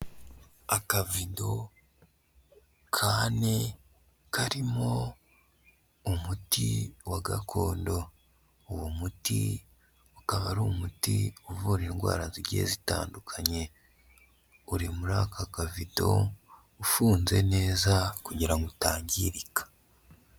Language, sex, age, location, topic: Kinyarwanda, female, 18-24, Huye, health